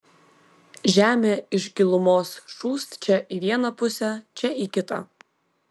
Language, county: Lithuanian, Vilnius